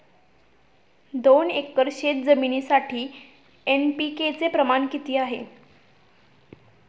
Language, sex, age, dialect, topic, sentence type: Marathi, female, 18-24, Standard Marathi, agriculture, question